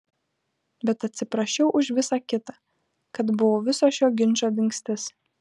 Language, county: Lithuanian, Šiauliai